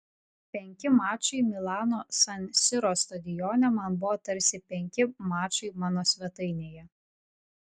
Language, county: Lithuanian, Vilnius